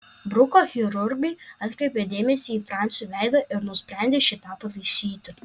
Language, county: Lithuanian, Alytus